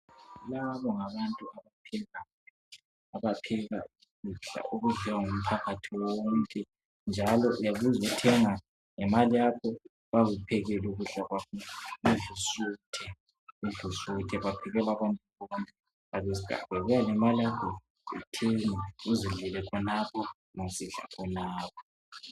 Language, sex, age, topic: North Ndebele, female, 50+, education